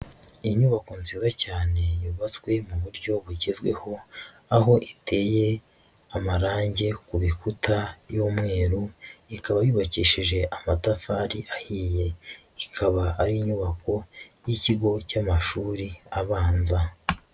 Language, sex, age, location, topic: Kinyarwanda, male, 25-35, Huye, education